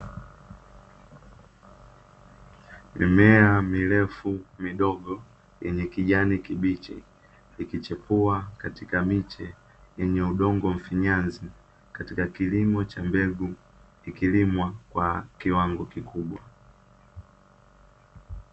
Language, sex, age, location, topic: Swahili, male, 18-24, Dar es Salaam, agriculture